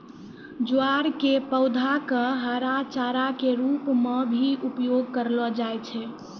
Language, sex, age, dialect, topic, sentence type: Maithili, female, 18-24, Angika, agriculture, statement